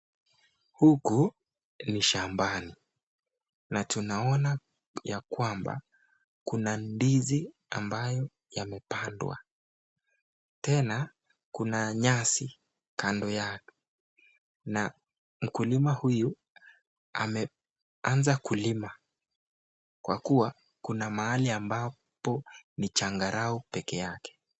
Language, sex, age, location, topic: Swahili, male, 25-35, Nakuru, agriculture